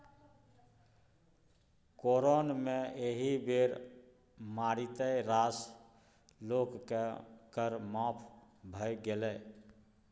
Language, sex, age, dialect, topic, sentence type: Maithili, male, 46-50, Bajjika, banking, statement